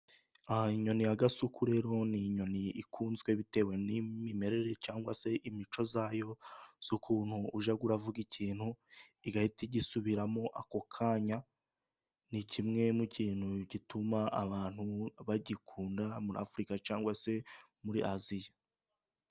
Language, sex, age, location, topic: Kinyarwanda, male, 18-24, Musanze, agriculture